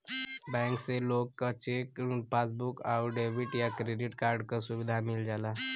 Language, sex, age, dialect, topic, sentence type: Bhojpuri, male, 18-24, Western, banking, statement